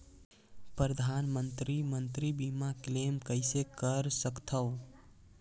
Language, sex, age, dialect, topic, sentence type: Chhattisgarhi, male, 18-24, Northern/Bhandar, banking, question